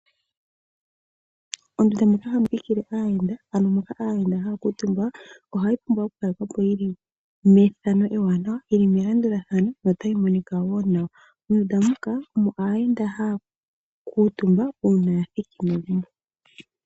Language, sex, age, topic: Oshiwambo, female, 18-24, finance